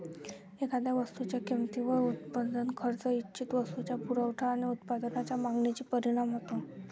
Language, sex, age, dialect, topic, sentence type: Marathi, female, 41-45, Varhadi, banking, statement